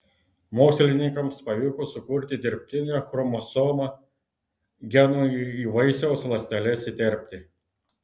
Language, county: Lithuanian, Klaipėda